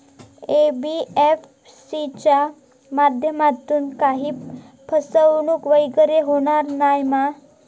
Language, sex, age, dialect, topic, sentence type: Marathi, female, 25-30, Southern Konkan, banking, question